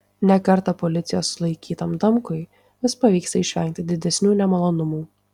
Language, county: Lithuanian, Tauragė